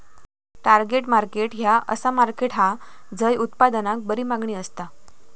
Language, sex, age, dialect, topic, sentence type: Marathi, female, 18-24, Southern Konkan, banking, statement